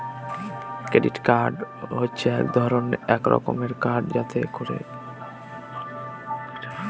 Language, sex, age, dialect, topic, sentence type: Bengali, male, <18, Northern/Varendri, banking, statement